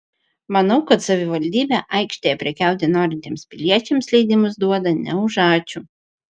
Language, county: Lithuanian, Vilnius